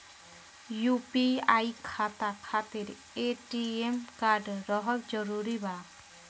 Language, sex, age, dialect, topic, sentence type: Bhojpuri, female, <18, Southern / Standard, banking, question